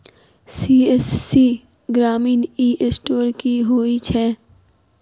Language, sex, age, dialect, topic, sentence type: Maithili, female, 41-45, Southern/Standard, agriculture, question